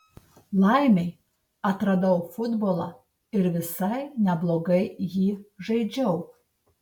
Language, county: Lithuanian, Tauragė